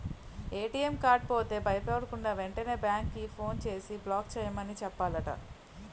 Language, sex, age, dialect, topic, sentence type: Telugu, female, 31-35, Utterandhra, banking, statement